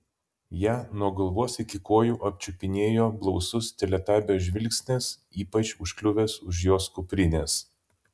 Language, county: Lithuanian, Vilnius